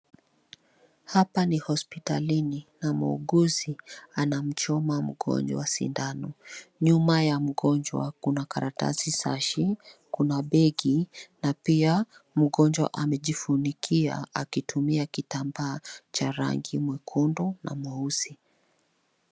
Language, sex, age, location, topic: Swahili, female, 25-35, Nairobi, health